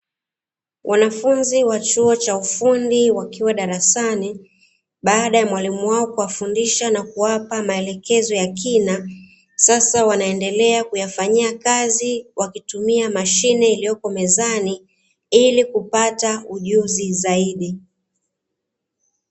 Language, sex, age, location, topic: Swahili, female, 36-49, Dar es Salaam, education